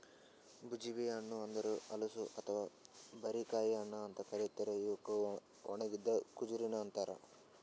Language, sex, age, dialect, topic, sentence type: Kannada, male, 18-24, Northeastern, agriculture, statement